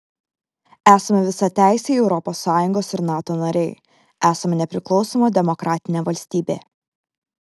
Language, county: Lithuanian, Vilnius